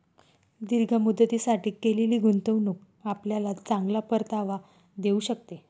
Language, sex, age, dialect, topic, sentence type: Marathi, female, 31-35, Standard Marathi, banking, statement